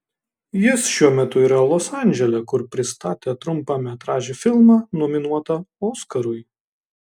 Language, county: Lithuanian, Kaunas